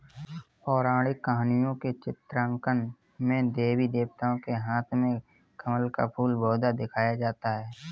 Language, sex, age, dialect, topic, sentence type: Hindi, male, 18-24, Marwari Dhudhari, agriculture, statement